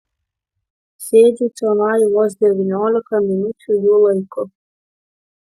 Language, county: Lithuanian, Kaunas